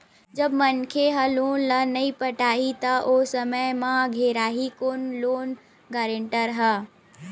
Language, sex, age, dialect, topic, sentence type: Chhattisgarhi, female, 60-100, Western/Budati/Khatahi, banking, statement